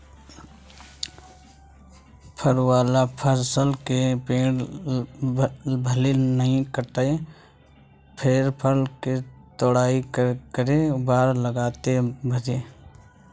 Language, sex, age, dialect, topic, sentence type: Chhattisgarhi, male, 25-30, Western/Budati/Khatahi, agriculture, statement